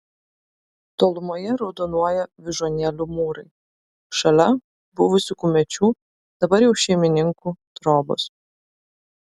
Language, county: Lithuanian, Vilnius